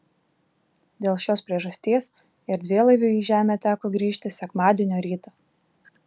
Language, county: Lithuanian, Klaipėda